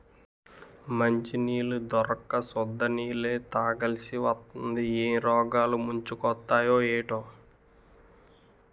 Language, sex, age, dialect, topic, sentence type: Telugu, male, 18-24, Utterandhra, agriculture, statement